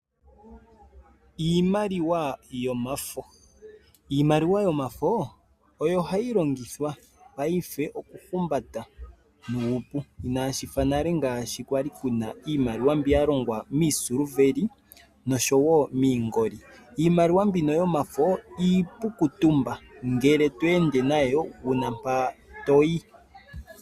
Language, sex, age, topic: Oshiwambo, male, 25-35, finance